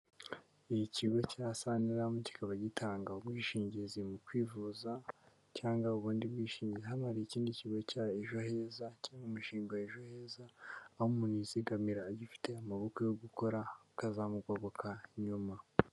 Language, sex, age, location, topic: Kinyarwanda, female, 18-24, Kigali, finance